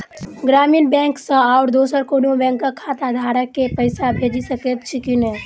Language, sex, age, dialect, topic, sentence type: Maithili, female, 18-24, Southern/Standard, banking, question